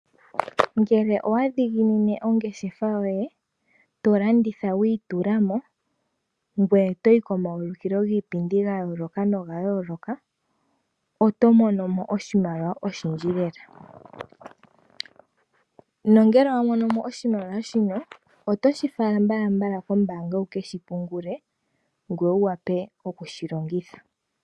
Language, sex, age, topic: Oshiwambo, female, 18-24, finance